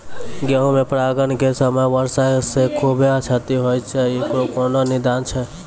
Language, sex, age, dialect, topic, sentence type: Maithili, male, 25-30, Angika, agriculture, question